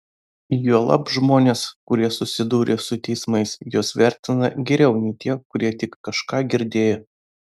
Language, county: Lithuanian, Vilnius